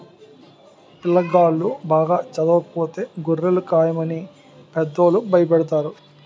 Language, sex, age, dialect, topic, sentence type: Telugu, male, 31-35, Utterandhra, agriculture, statement